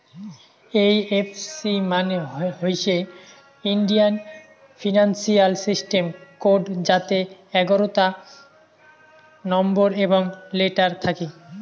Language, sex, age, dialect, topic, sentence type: Bengali, male, 18-24, Rajbangshi, banking, statement